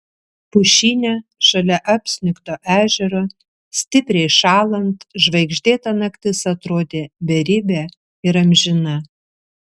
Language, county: Lithuanian, Vilnius